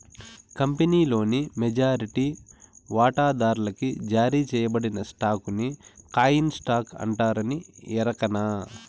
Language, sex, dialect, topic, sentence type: Telugu, male, Southern, banking, statement